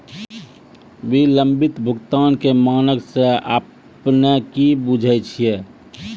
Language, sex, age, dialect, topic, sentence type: Maithili, male, 25-30, Angika, banking, statement